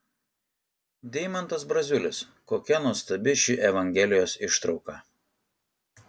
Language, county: Lithuanian, Kaunas